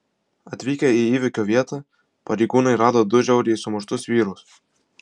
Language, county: Lithuanian, Vilnius